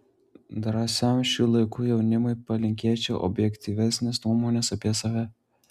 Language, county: Lithuanian, Klaipėda